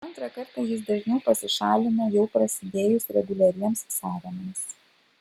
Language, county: Lithuanian, Vilnius